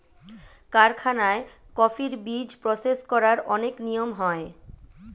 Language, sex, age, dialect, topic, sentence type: Bengali, female, 36-40, Standard Colloquial, agriculture, statement